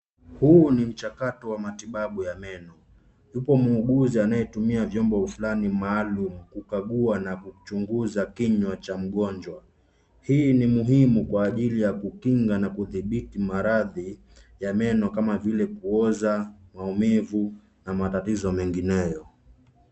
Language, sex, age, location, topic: Swahili, male, 25-35, Nairobi, health